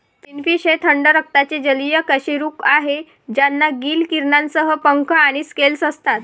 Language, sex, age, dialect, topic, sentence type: Marathi, female, 18-24, Varhadi, agriculture, statement